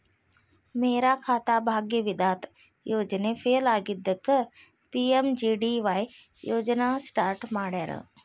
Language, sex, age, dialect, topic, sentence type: Kannada, female, 41-45, Dharwad Kannada, banking, statement